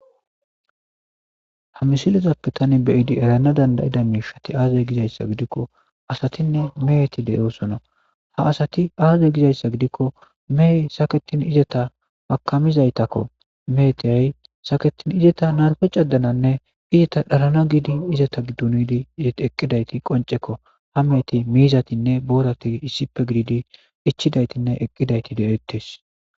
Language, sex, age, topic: Gamo, male, 25-35, agriculture